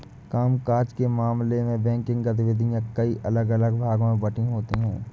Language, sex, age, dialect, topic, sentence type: Hindi, male, 60-100, Awadhi Bundeli, banking, statement